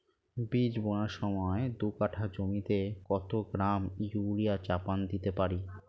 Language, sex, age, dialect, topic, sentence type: Bengali, male, 36-40, Standard Colloquial, agriculture, question